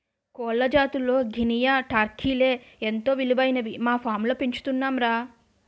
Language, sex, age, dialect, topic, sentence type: Telugu, female, 25-30, Utterandhra, agriculture, statement